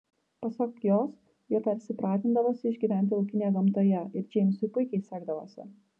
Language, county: Lithuanian, Vilnius